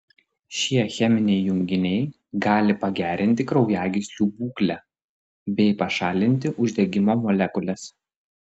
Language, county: Lithuanian, Klaipėda